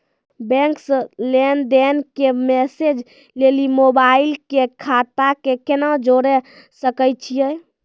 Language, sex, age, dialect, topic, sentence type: Maithili, female, 18-24, Angika, banking, question